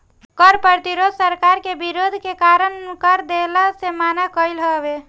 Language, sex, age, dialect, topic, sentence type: Bhojpuri, female, 18-24, Northern, banking, statement